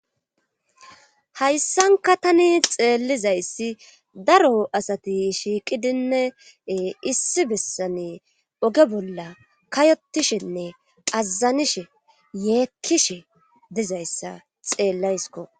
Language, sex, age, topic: Gamo, female, 25-35, government